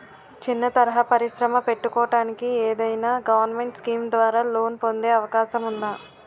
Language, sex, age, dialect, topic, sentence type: Telugu, female, 18-24, Utterandhra, banking, question